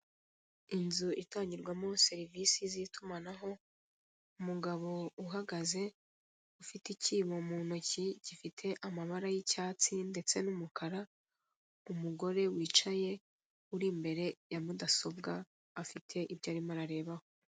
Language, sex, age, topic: Kinyarwanda, female, 25-35, finance